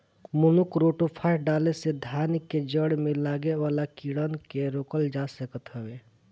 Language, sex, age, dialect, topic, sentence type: Bhojpuri, male, 25-30, Northern, agriculture, statement